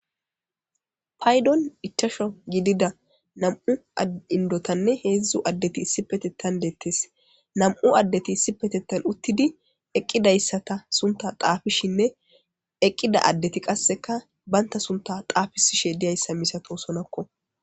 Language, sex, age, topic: Gamo, female, 18-24, government